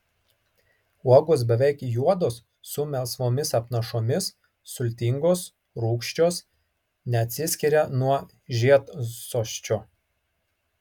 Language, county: Lithuanian, Marijampolė